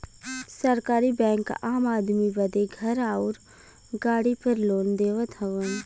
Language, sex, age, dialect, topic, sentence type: Bhojpuri, female, 25-30, Western, banking, statement